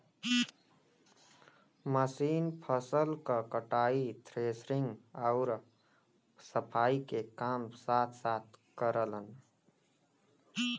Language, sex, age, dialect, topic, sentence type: Bhojpuri, male, 18-24, Western, agriculture, statement